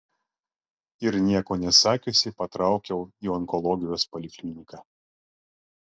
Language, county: Lithuanian, Klaipėda